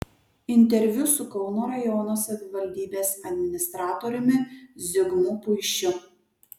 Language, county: Lithuanian, Kaunas